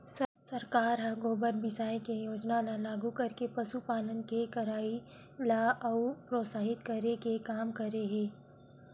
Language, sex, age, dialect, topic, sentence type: Chhattisgarhi, female, 25-30, Western/Budati/Khatahi, agriculture, statement